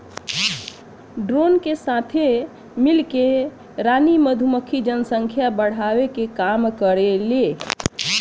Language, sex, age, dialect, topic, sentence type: Bhojpuri, female, 18-24, Southern / Standard, agriculture, statement